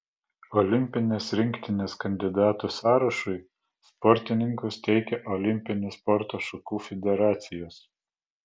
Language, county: Lithuanian, Vilnius